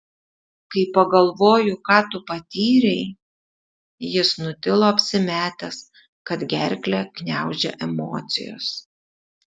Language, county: Lithuanian, Šiauliai